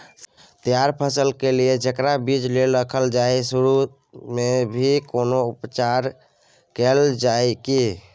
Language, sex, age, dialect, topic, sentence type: Maithili, male, 31-35, Bajjika, agriculture, question